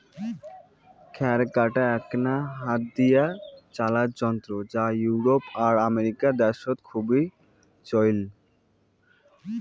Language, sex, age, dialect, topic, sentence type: Bengali, male, 18-24, Rajbangshi, agriculture, statement